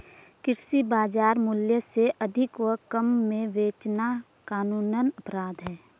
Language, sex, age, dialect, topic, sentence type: Hindi, female, 25-30, Garhwali, agriculture, statement